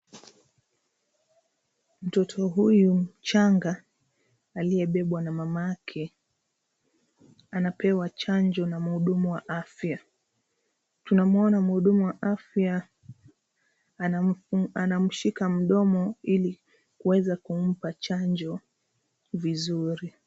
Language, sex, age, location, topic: Swahili, female, 25-35, Nairobi, health